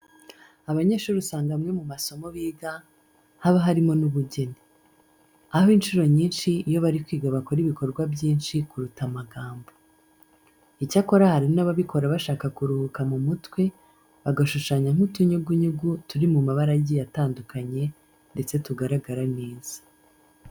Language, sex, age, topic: Kinyarwanda, female, 25-35, education